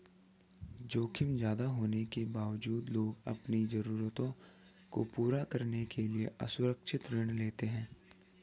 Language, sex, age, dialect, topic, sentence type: Hindi, female, 18-24, Hindustani Malvi Khadi Boli, banking, statement